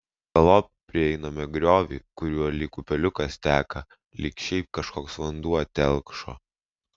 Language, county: Lithuanian, Vilnius